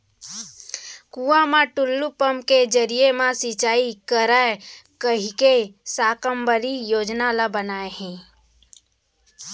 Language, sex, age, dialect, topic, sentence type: Chhattisgarhi, female, 18-24, Central, agriculture, statement